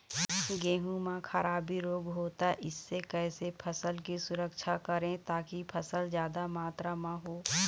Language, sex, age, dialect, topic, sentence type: Chhattisgarhi, female, 36-40, Eastern, agriculture, question